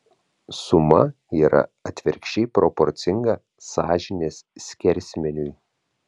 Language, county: Lithuanian, Vilnius